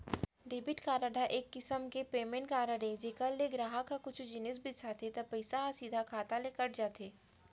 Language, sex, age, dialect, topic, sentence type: Chhattisgarhi, female, 31-35, Central, banking, statement